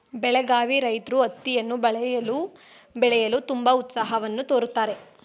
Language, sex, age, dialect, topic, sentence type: Kannada, female, 18-24, Mysore Kannada, agriculture, statement